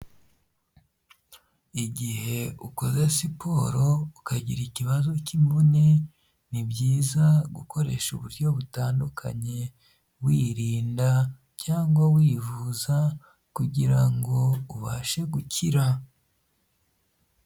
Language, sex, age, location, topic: Kinyarwanda, female, 18-24, Huye, health